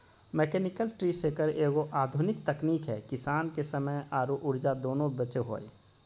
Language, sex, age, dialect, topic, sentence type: Magahi, male, 36-40, Southern, agriculture, statement